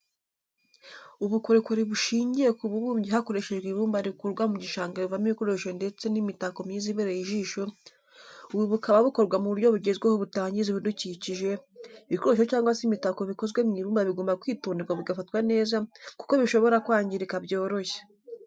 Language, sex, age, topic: Kinyarwanda, female, 18-24, education